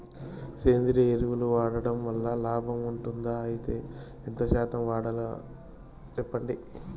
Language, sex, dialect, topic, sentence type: Telugu, male, Southern, agriculture, question